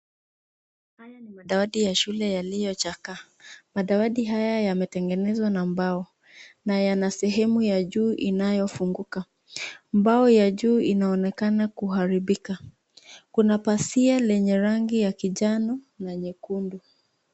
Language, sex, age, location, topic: Swahili, female, 25-35, Nakuru, education